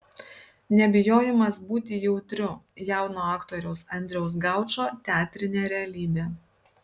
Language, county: Lithuanian, Kaunas